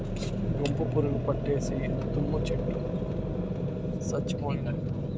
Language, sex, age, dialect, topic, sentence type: Telugu, male, 31-35, Utterandhra, agriculture, statement